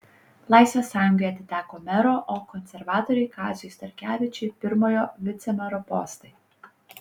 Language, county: Lithuanian, Panevėžys